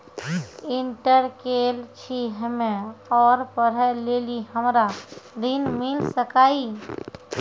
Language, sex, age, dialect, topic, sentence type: Maithili, female, 25-30, Angika, banking, question